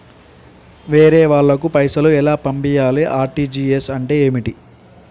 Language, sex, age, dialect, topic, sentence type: Telugu, male, 18-24, Telangana, banking, question